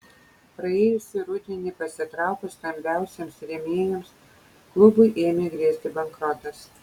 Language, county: Lithuanian, Kaunas